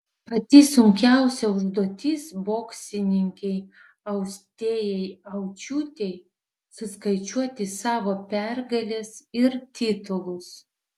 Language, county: Lithuanian, Vilnius